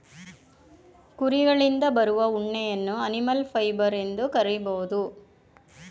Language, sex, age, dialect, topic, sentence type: Kannada, female, 41-45, Mysore Kannada, agriculture, statement